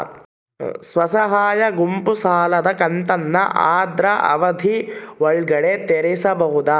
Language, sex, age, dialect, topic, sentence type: Kannada, male, 60-100, Central, banking, question